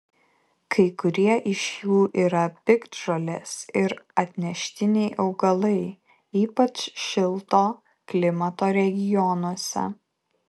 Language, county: Lithuanian, Kaunas